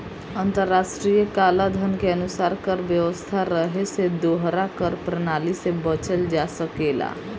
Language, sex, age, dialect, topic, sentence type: Bhojpuri, female, 18-24, Southern / Standard, banking, statement